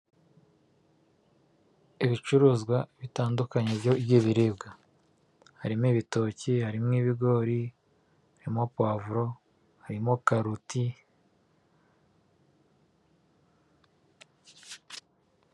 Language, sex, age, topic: Kinyarwanda, male, 36-49, finance